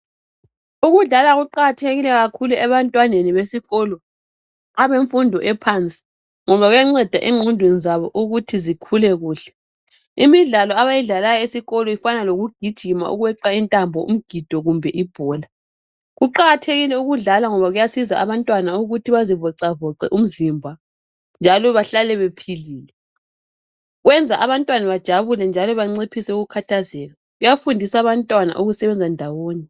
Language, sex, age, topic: North Ndebele, female, 25-35, education